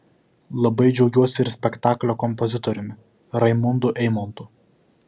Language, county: Lithuanian, Vilnius